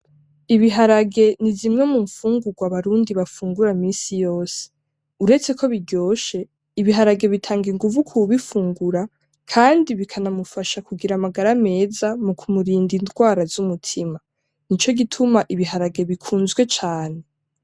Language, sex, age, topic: Rundi, female, 18-24, agriculture